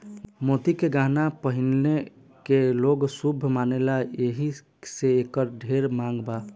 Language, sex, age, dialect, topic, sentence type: Bhojpuri, male, 18-24, Southern / Standard, agriculture, statement